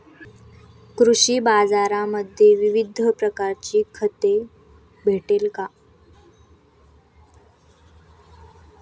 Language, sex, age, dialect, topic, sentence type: Marathi, female, <18, Standard Marathi, agriculture, question